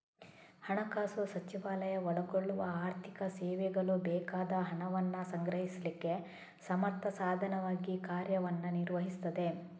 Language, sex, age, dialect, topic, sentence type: Kannada, female, 18-24, Coastal/Dakshin, banking, statement